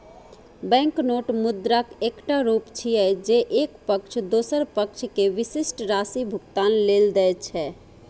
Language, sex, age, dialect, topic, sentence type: Maithili, female, 36-40, Eastern / Thethi, banking, statement